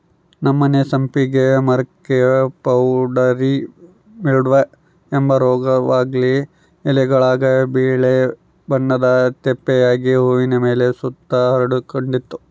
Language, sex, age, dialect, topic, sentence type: Kannada, male, 31-35, Central, agriculture, statement